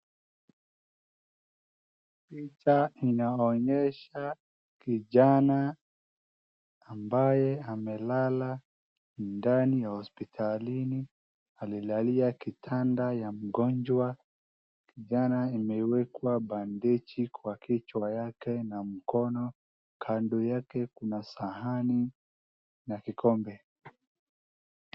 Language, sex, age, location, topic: Swahili, male, 18-24, Wajir, health